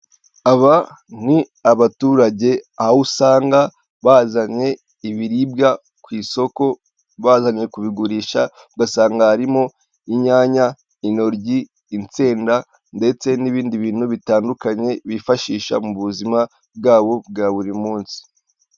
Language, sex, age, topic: Kinyarwanda, male, 18-24, finance